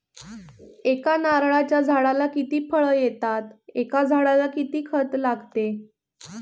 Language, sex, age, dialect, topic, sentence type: Marathi, female, 25-30, Northern Konkan, agriculture, question